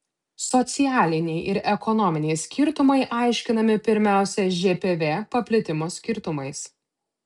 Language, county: Lithuanian, Utena